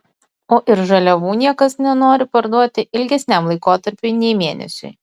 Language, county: Lithuanian, Utena